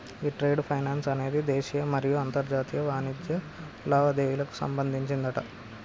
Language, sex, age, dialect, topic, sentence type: Telugu, male, 18-24, Telangana, banking, statement